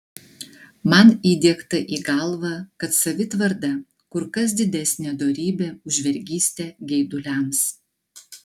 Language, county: Lithuanian, Klaipėda